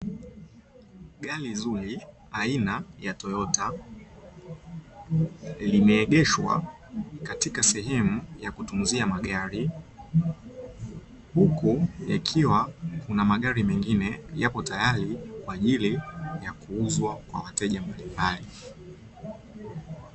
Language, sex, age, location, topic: Swahili, male, 25-35, Dar es Salaam, finance